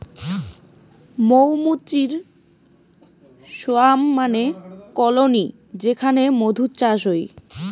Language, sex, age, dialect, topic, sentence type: Bengali, female, 18-24, Rajbangshi, agriculture, statement